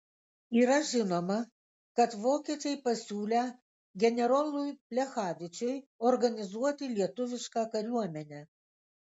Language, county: Lithuanian, Kaunas